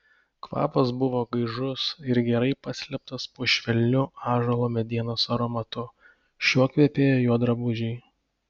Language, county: Lithuanian, Panevėžys